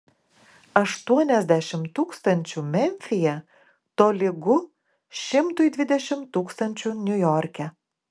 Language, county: Lithuanian, Klaipėda